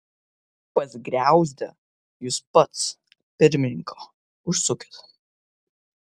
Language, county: Lithuanian, Vilnius